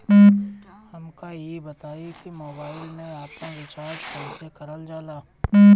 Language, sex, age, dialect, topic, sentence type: Bhojpuri, male, 31-35, Northern, banking, question